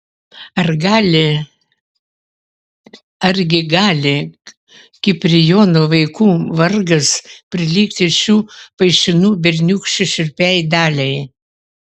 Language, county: Lithuanian, Vilnius